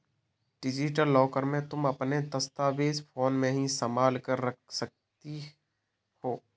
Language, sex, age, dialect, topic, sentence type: Hindi, male, 18-24, Kanauji Braj Bhasha, banking, statement